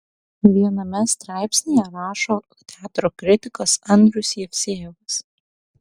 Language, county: Lithuanian, Kaunas